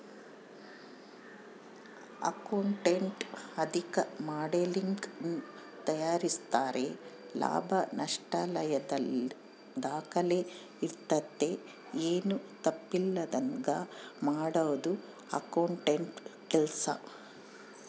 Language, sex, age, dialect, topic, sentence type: Kannada, female, 25-30, Central, banking, statement